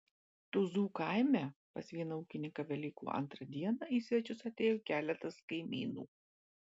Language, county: Lithuanian, Marijampolė